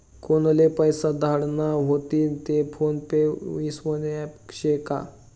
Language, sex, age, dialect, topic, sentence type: Marathi, male, 31-35, Northern Konkan, banking, statement